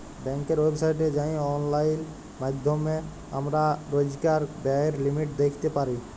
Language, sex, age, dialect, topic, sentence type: Bengali, male, 18-24, Jharkhandi, banking, statement